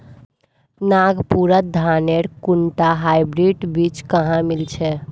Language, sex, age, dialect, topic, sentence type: Magahi, female, 41-45, Northeastern/Surjapuri, agriculture, statement